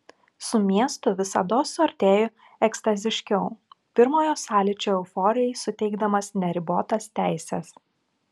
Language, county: Lithuanian, Klaipėda